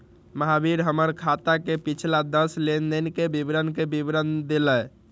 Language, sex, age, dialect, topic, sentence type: Magahi, male, 18-24, Western, banking, statement